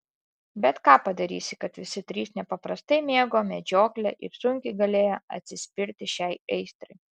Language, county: Lithuanian, Alytus